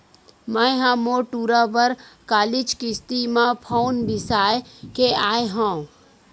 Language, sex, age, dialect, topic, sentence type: Chhattisgarhi, female, 41-45, Western/Budati/Khatahi, banking, statement